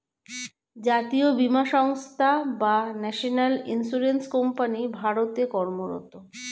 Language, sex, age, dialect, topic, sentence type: Bengali, female, 41-45, Standard Colloquial, banking, statement